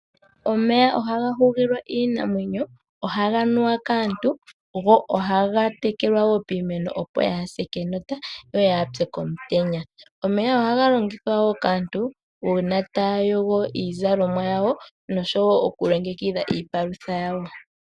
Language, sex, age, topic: Oshiwambo, female, 18-24, agriculture